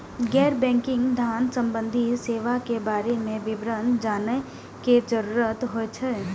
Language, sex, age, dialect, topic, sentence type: Maithili, female, 25-30, Eastern / Thethi, banking, question